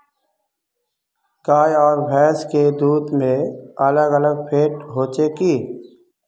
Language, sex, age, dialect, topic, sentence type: Magahi, male, 25-30, Northeastern/Surjapuri, agriculture, question